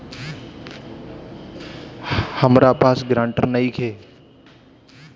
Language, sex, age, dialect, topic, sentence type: Bhojpuri, male, 25-30, Northern, banking, question